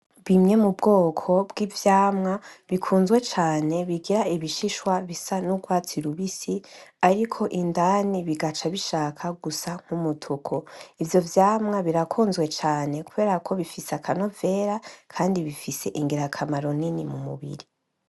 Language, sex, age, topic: Rundi, female, 18-24, agriculture